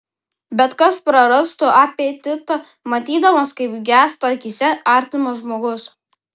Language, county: Lithuanian, Vilnius